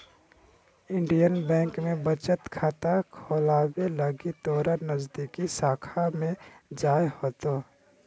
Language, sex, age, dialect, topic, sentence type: Magahi, male, 25-30, Southern, banking, statement